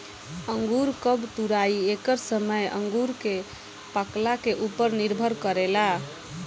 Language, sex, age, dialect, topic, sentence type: Bhojpuri, female, 18-24, Southern / Standard, agriculture, statement